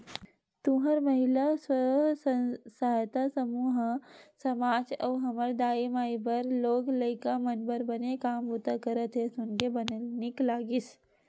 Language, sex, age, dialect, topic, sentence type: Chhattisgarhi, female, 18-24, Western/Budati/Khatahi, banking, statement